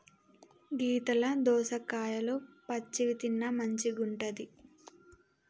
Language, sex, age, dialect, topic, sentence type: Telugu, female, 25-30, Telangana, agriculture, statement